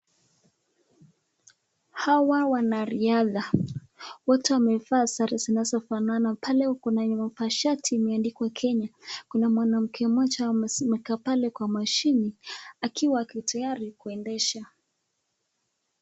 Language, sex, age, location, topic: Swahili, female, 18-24, Nakuru, education